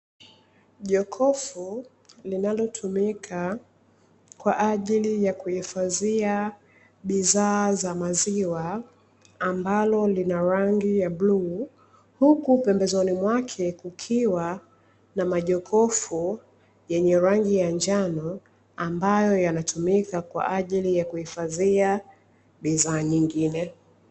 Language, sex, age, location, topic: Swahili, female, 25-35, Dar es Salaam, finance